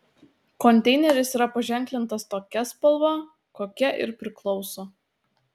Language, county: Lithuanian, Utena